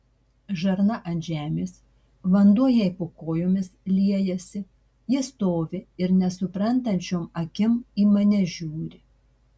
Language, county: Lithuanian, Marijampolė